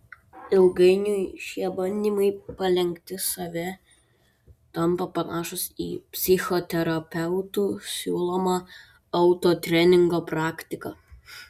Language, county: Lithuanian, Klaipėda